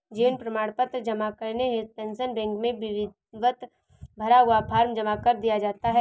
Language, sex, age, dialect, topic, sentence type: Hindi, female, 18-24, Awadhi Bundeli, banking, statement